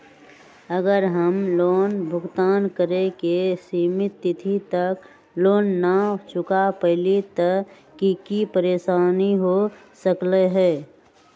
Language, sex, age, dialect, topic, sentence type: Magahi, female, 31-35, Western, banking, question